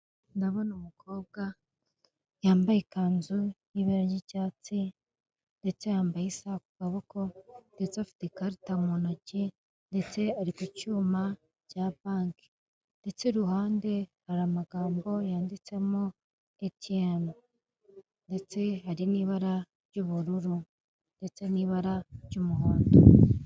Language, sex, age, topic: Kinyarwanda, female, 25-35, finance